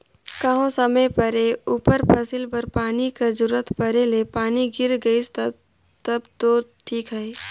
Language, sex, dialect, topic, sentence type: Chhattisgarhi, female, Northern/Bhandar, agriculture, statement